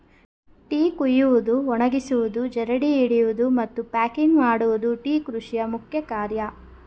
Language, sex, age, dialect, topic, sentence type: Kannada, female, 31-35, Mysore Kannada, agriculture, statement